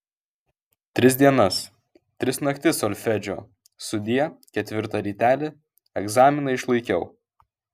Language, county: Lithuanian, Kaunas